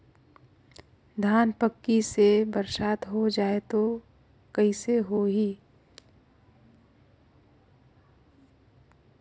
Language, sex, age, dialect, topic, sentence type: Chhattisgarhi, female, 25-30, Northern/Bhandar, agriculture, question